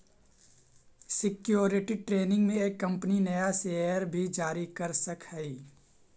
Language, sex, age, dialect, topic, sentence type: Magahi, male, 18-24, Central/Standard, banking, statement